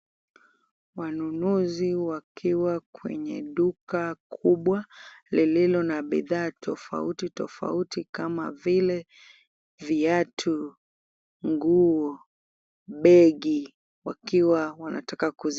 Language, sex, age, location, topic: Swahili, female, 25-35, Kisumu, finance